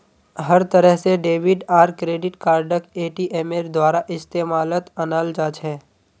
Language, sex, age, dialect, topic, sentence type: Magahi, male, 18-24, Northeastern/Surjapuri, banking, statement